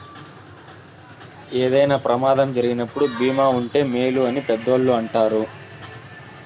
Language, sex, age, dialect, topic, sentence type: Telugu, male, 18-24, Southern, banking, statement